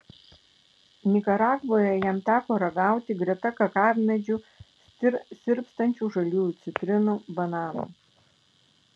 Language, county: Lithuanian, Vilnius